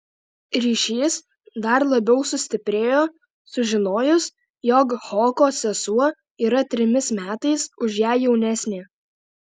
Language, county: Lithuanian, Alytus